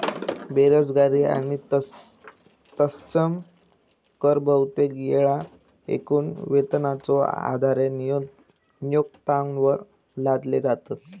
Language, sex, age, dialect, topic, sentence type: Marathi, male, 18-24, Southern Konkan, banking, statement